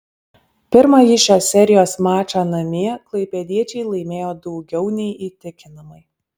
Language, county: Lithuanian, Alytus